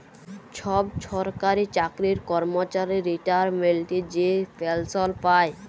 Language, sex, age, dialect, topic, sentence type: Bengali, male, 31-35, Jharkhandi, banking, statement